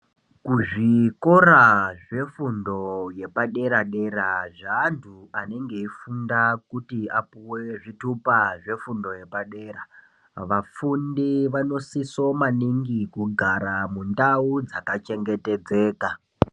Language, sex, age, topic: Ndau, male, 18-24, education